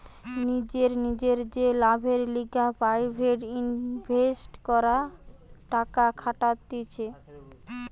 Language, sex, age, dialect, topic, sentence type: Bengali, female, 18-24, Western, banking, statement